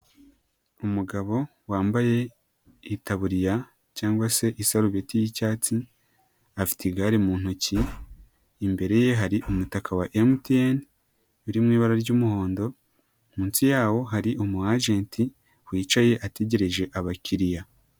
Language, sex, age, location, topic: Kinyarwanda, male, 18-24, Nyagatare, finance